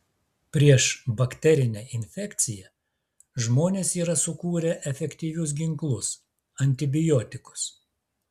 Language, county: Lithuanian, Klaipėda